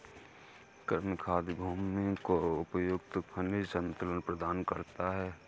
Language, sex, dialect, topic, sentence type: Hindi, male, Kanauji Braj Bhasha, agriculture, statement